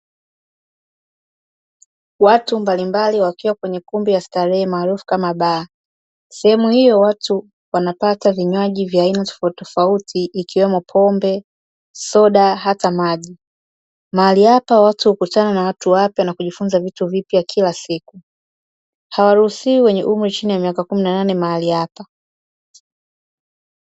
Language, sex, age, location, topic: Swahili, female, 25-35, Dar es Salaam, finance